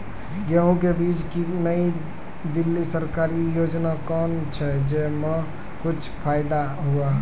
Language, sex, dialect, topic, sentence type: Maithili, male, Angika, agriculture, question